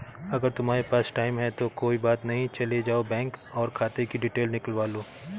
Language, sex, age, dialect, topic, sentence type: Hindi, male, 31-35, Awadhi Bundeli, banking, statement